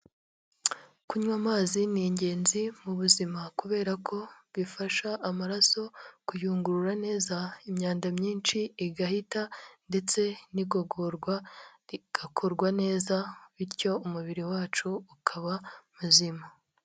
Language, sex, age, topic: Kinyarwanda, female, 18-24, health